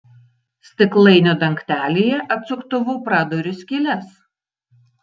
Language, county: Lithuanian, Tauragė